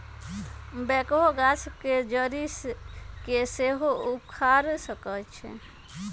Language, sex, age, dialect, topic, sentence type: Magahi, female, 25-30, Western, agriculture, statement